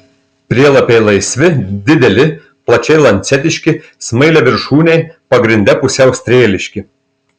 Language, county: Lithuanian, Marijampolė